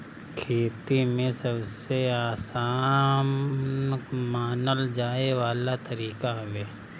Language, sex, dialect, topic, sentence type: Bhojpuri, male, Northern, agriculture, statement